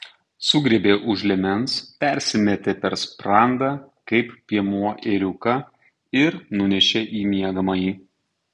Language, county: Lithuanian, Tauragė